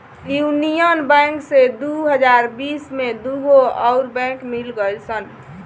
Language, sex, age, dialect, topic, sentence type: Bhojpuri, female, 18-24, Southern / Standard, banking, statement